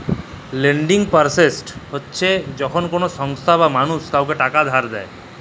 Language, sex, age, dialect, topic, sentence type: Bengali, male, 25-30, Jharkhandi, banking, statement